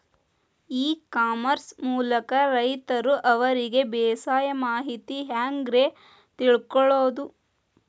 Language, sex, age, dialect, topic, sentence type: Kannada, female, 36-40, Dharwad Kannada, agriculture, question